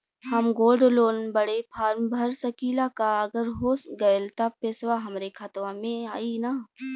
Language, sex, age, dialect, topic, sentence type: Bhojpuri, female, 41-45, Western, banking, question